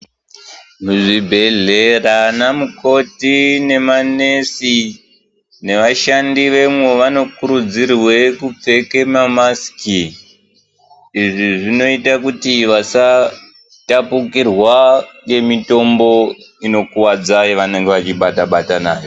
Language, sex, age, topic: Ndau, male, 18-24, health